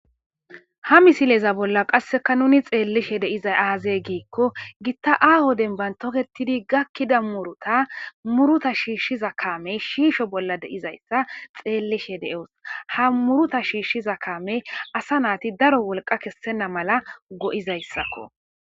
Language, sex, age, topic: Gamo, female, 18-24, agriculture